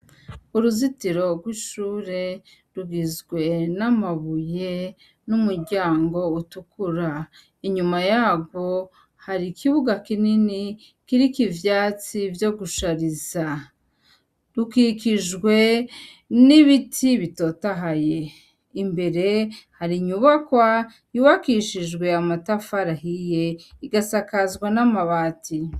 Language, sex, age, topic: Rundi, female, 36-49, education